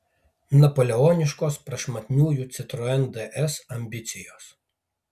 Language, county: Lithuanian, Kaunas